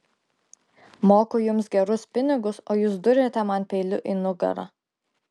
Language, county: Lithuanian, Klaipėda